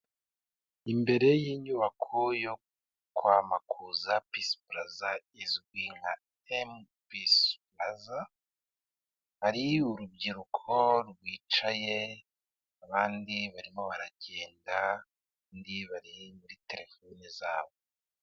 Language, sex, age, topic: Kinyarwanda, male, 25-35, government